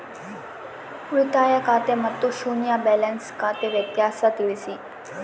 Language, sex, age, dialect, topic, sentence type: Kannada, female, 18-24, Central, banking, question